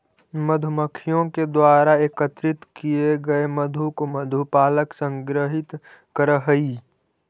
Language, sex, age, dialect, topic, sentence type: Magahi, male, 18-24, Central/Standard, agriculture, statement